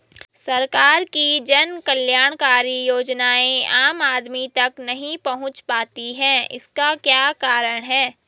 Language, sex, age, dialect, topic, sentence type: Hindi, female, 18-24, Garhwali, banking, question